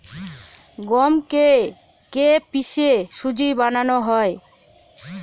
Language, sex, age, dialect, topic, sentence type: Bengali, female, 41-45, Northern/Varendri, agriculture, statement